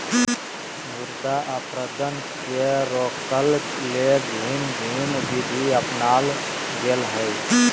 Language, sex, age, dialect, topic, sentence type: Magahi, male, 36-40, Southern, agriculture, statement